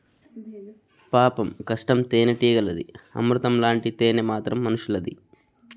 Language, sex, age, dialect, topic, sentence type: Telugu, male, 25-30, Southern, agriculture, statement